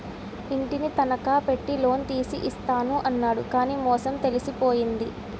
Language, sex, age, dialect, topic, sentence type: Telugu, female, 18-24, Utterandhra, banking, statement